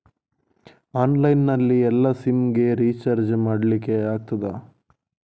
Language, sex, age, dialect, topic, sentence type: Kannada, male, 25-30, Coastal/Dakshin, banking, question